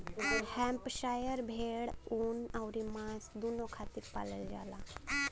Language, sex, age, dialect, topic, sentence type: Bhojpuri, female, 18-24, Western, agriculture, statement